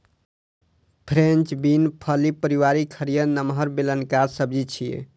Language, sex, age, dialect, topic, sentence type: Maithili, male, 18-24, Eastern / Thethi, agriculture, statement